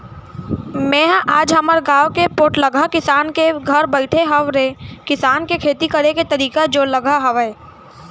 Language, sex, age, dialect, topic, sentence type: Chhattisgarhi, male, 46-50, Central, agriculture, statement